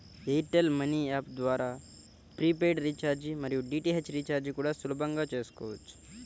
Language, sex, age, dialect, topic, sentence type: Telugu, male, 18-24, Central/Coastal, banking, statement